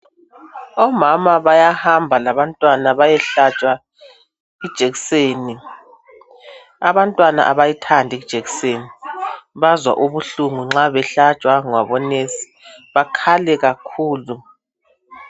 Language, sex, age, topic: North Ndebele, male, 36-49, health